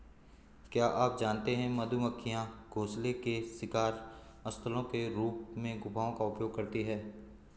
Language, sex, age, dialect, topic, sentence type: Hindi, male, 41-45, Garhwali, agriculture, statement